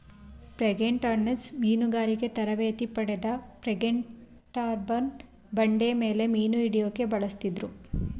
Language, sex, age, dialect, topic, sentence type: Kannada, female, 18-24, Mysore Kannada, agriculture, statement